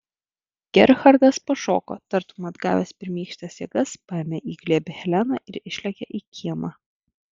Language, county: Lithuanian, Vilnius